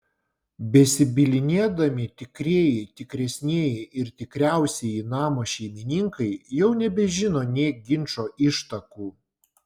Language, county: Lithuanian, Vilnius